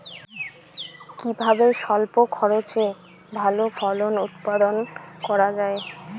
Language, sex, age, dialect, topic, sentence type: Bengali, female, 18-24, Rajbangshi, agriculture, question